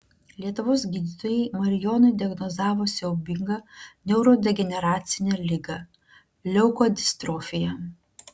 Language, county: Lithuanian, Klaipėda